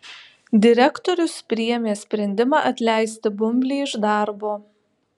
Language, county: Lithuanian, Alytus